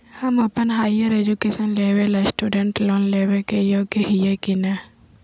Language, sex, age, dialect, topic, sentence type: Magahi, female, 51-55, Southern, banking, statement